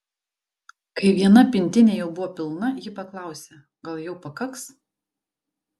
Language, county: Lithuanian, Vilnius